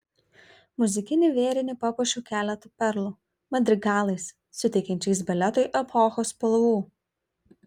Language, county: Lithuanian, Vilnius